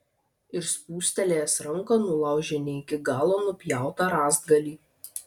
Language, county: Lithuanian, Vilnius